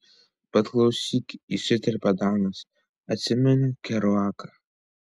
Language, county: Lithuanian, Vilnius